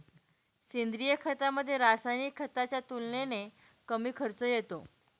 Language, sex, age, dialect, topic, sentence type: Marathi, female, 18-24, Northern Konkan, agriculture, statement